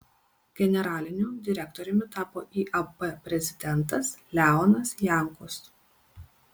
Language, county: Lithuanian, Kaunas